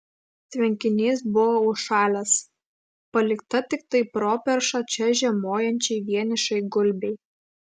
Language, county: Lithuanian, Klaipėda